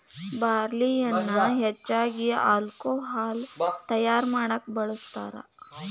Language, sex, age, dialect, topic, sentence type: Kannada, male, 18-24, Dharwad Kannada, agriculture, statement